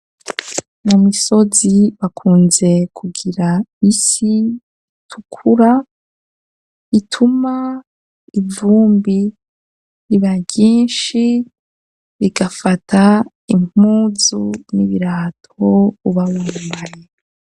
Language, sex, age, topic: Rundi, female, 25-35, education